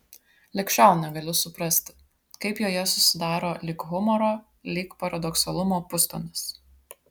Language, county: Lithuanian, Vilnius